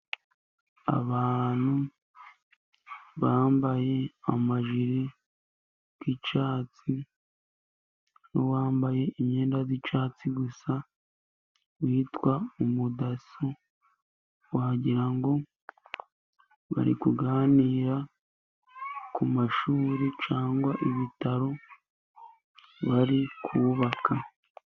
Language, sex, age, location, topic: Kinyarwanda, male, 18-24, Musanze, government